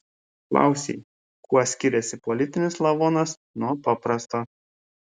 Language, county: Lithuanian, Šiauliai